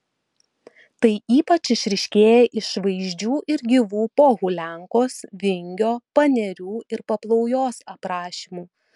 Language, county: Lithuanian, Vilnius